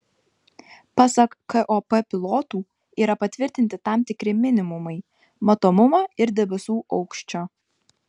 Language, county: Lithuanian, Vilnius